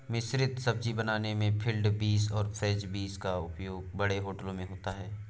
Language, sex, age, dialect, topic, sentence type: Hindi, male, 18-24, Awadhi Bundeli, agriculture, statement